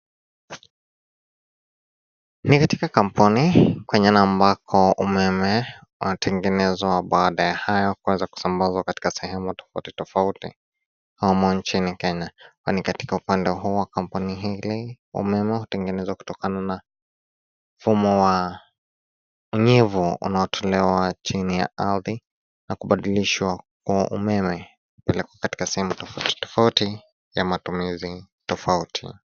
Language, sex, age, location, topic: Swahili, male, 25-35, Nairobi, government